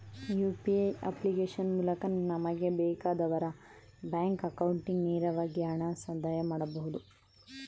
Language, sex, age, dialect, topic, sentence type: Kannada, male, 25-30, Mysore Kannada, banking, statement